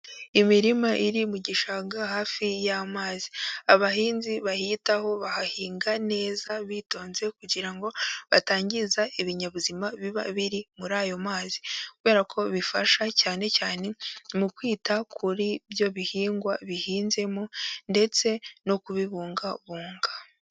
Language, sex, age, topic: Kinyarwanda, female, 18-24, agriculture